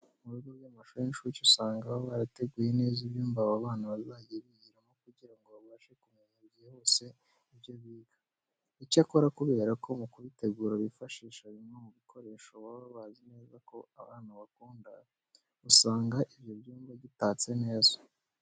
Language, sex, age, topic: Kinyarwanda, male, 18-24, education